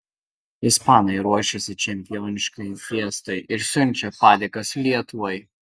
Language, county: Lithuanian, Kaunas